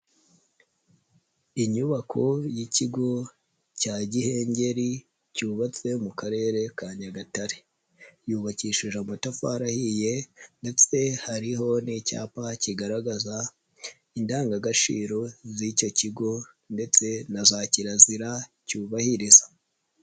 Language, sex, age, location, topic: Kinyarwanda, male, 25-35, Nyagatare, education